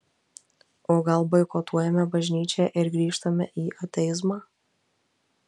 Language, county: Lithuanian, Marijampolė